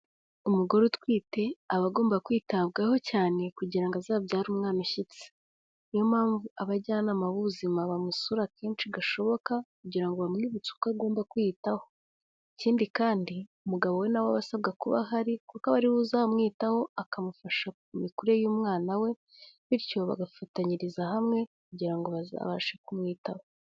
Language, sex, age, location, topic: Kinyarwanda, female, 18-24, Kigali, health